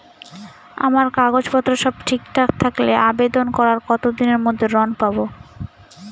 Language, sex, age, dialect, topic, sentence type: Bengali, female, 18-24, Northern/Varendri, banking, question